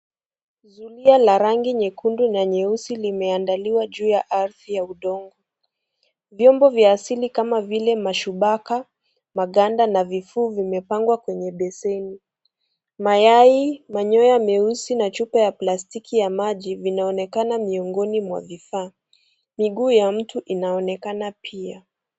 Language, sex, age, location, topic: Swahili, female, 25-35, Kisii, health